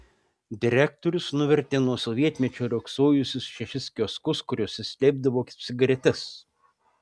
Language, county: Lithuanian, Panevėžys